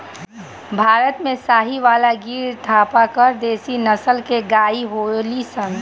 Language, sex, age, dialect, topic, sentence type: Bhojpuri, female, 18-24, Northern, agriculture, statement